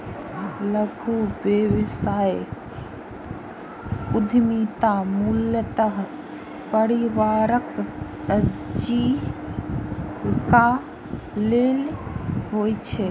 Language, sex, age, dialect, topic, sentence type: Maithili, female, 25-30, Eastern / Thethi, banking, statement